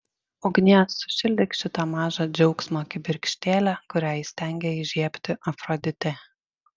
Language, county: Lithuanian, Panevėžys